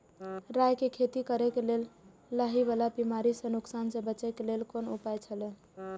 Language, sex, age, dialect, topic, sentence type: Maithili, female, 18-24, Eastern / Thethi, agriculture, question